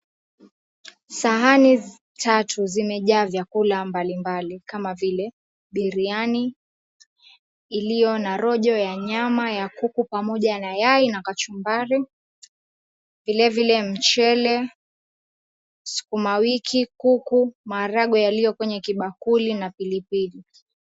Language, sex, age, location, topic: Swahili, female, 25-35, Mombasa, agriculture